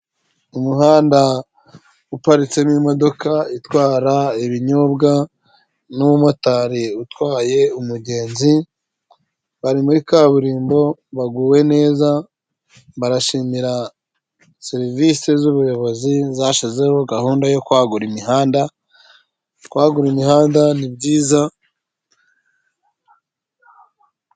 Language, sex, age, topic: Kinyarwanda, male, 25-35, government